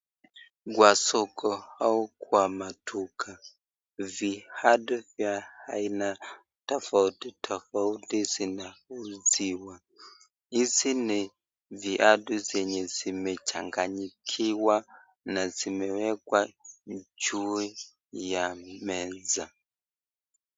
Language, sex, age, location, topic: Swahili, male, 25-35, Nakuru, finance